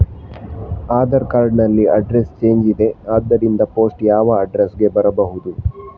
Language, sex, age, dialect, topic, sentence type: Kannada, male, 60-100, Coastal/Dakshin, banking, question